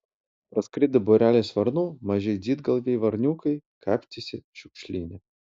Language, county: Lithuanian, Utena